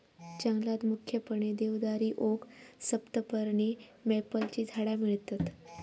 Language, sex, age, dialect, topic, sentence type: Marathi, female, 18-24, Southern Konkan, agriculture, statement